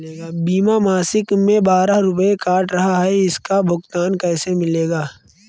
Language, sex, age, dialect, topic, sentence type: Hindi, male, 31-35, Awadhi Bundeli, banking, question